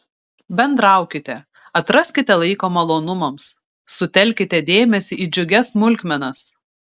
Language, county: Lithuanian, Šiauliai